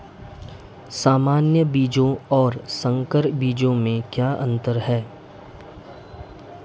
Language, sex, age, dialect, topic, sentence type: Hindi, male, 25-30, Marwari Dhudhari, agriculture, question